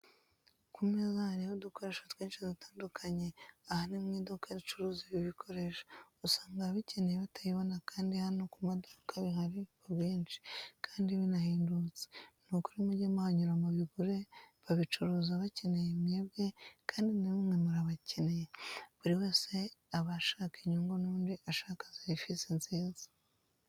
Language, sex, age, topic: Kinyarwanda, female, 25-35, education